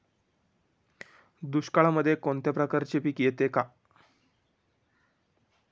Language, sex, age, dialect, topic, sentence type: Marathi, male, 18-24, Standard Marathi, agriculture, question